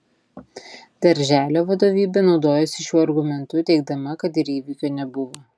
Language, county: Lithuanian, Vilnius